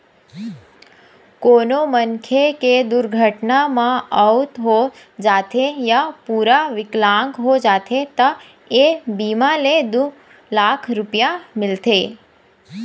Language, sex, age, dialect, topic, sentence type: Chhattisgarhi, female, 25-30, Eastern, banking, statement